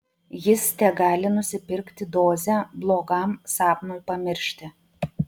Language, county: Lithuanian, Klaipėda